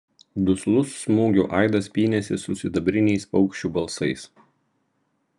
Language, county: Lithuanian, Vilnius